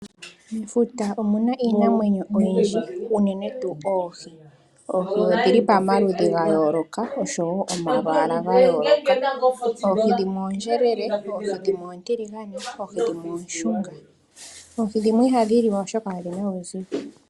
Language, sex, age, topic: Oshiwambo, female, 25-35, agriculture